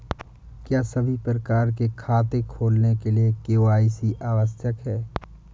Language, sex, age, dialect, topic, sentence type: Hindi, male, 18-24, Awadhi Bundeli, banking, question